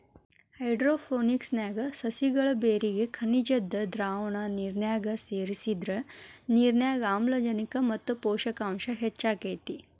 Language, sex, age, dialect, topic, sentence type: Kannada, female, 25-30, Dharwad Kannada, agriculture, statement